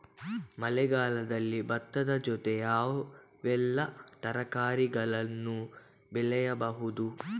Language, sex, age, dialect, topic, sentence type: Kannada, female, 18-24, Coastal/Dakshin, agriculture, question